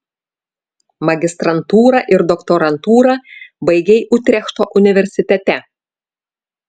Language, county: Lithuanian, Vilnius